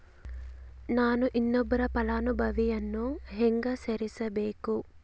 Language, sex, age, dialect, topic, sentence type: Kannada, female, 25-30, Central, banking, question